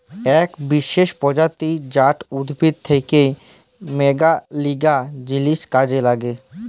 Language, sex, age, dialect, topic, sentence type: Bengali, male, 18-24, Jharkhandi, agriculture, statement